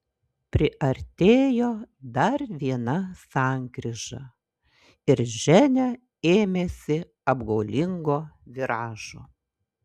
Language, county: Lithuanian, Šiauliai